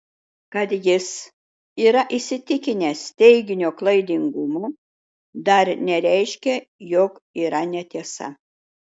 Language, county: Lithuanian, Šiauliai